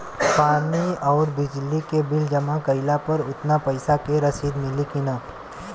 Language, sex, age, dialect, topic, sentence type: Bhojpuri, male, 18-24, Southern / Standard, banking, question